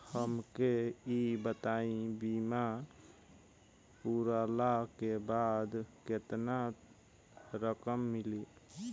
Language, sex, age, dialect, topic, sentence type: Bhojpuri, male, 18-24, Southern / Standard, banking, question